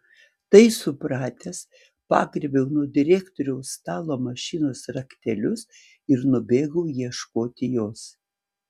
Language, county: Lithuanian, Panevėžys